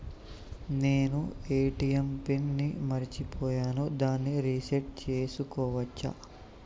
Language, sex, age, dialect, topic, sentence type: Telugu, male, 18-24, Telangana, banking, question